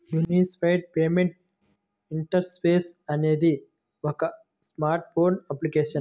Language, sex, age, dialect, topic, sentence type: Telugu, male, 25-30, Central/Coastal, banking, statement